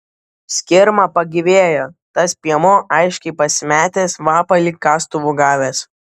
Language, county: Lithuanian, Vilnius